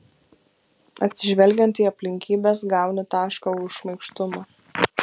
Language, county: Lithuanian, Kaunas